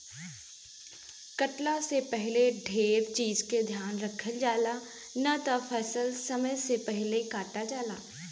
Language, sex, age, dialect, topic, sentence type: Bhojpuri, female, 25-30, Northern, agriculture, statement